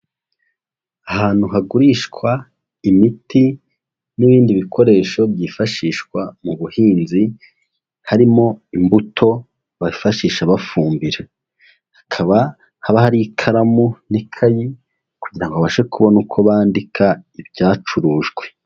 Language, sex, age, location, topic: Kinyarwanda, male, 18-24, Huye, agriculture